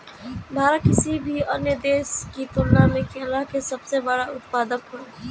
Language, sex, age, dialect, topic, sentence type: Bhojpuri, female, 18-24, Northern, agriculture, statement